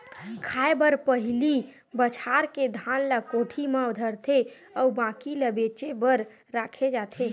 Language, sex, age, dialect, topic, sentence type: Chhattisgarhi, male, 25-30, Western/Budati/Khatahi, agriculture, statement